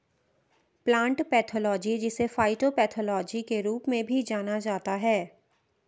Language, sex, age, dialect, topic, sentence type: Hindi, female, 31-35, Marwari Dhudhari, agriculture, statement